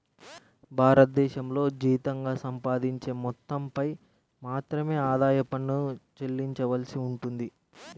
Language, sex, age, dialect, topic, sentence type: Telugu, male, 18-24, Central/Coastal, banking, statement